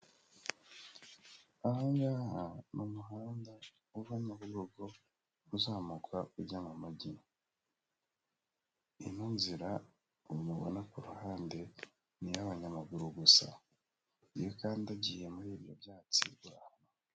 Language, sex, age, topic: Kinyarwanda, male, 18-24, government